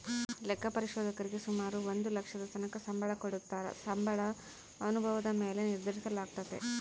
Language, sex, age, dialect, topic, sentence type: Kannada, female, 25-30, Central, banking, statement